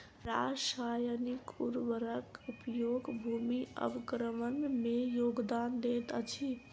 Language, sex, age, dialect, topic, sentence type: Maithili, female, 18-24, Southern/Standard, agriculture, statement